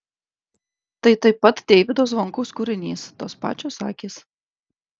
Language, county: Lithuanian, Klaipėda